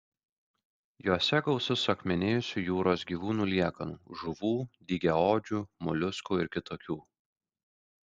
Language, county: Lithuanian, Kaunas